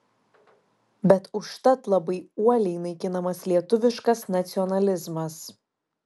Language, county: Lithuanian, Šiauliai